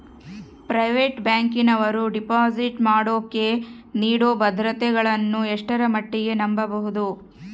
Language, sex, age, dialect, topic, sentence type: Kannada, female, 36-40, Central, banking, question